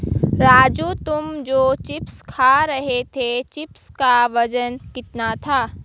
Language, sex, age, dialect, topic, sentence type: Hindi, female, 18-24, Garhwali, banking, statement